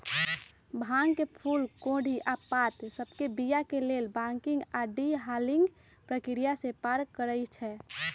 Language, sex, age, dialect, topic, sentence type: Magahi, female, 36-40, Western, agriculture, statement